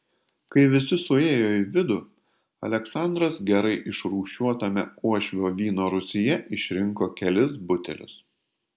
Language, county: Lithuanian, Panevėžys